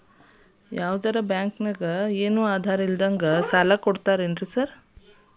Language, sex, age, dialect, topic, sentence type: Kannada, female, 31-35, Dharwad Kannada, banking, question